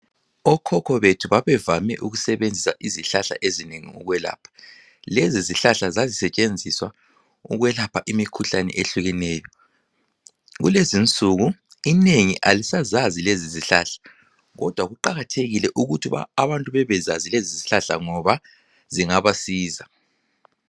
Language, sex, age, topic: North Ndebele, male, 36-49, health